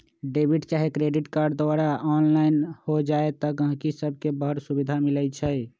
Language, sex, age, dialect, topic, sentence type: Magahi, male, 25-30, Western, banking, statement